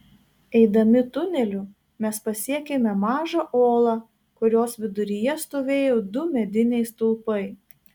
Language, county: Lithuanian, Marijampolė